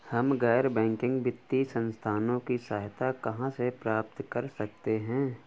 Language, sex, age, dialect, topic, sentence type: Hindi, male, 25-30, Awadhi Bundeli, banking, question